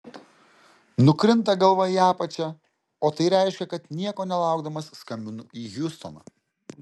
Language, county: Lithuanian, Kaunas